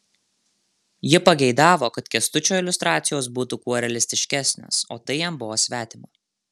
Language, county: Lithuanian, Marijampolė